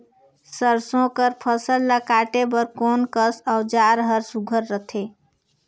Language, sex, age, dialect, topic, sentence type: Chhattisgarhi, female, 18-24, Northern/Bhandar, agriculture, question